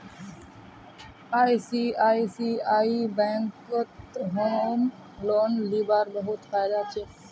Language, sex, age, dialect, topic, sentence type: Magahi, female, 60-100, Northeastern/Surjapuri, banking, statement